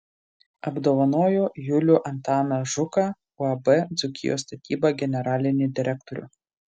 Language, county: Lithuanian, Marijampolė